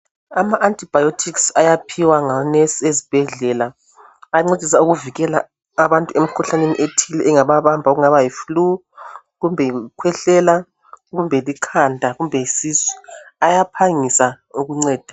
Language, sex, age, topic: North Ndebele, male, 36-49, health